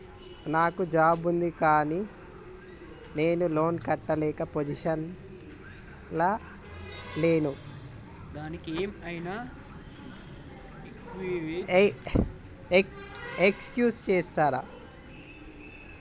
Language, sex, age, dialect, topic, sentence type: Telugu, male, 18-24, Telangana, banking, question